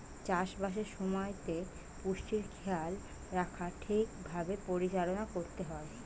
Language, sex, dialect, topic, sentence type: Bengali, female, Western, agriculture, statement